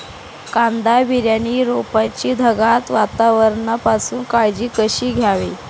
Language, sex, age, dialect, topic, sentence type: Marathi, female, 25-30, Standard Marathi, agriculture, question